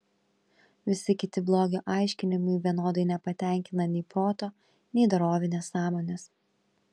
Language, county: Lithuanian, Kaunas